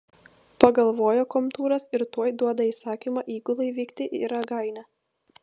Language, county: Lithuanian, Vilnius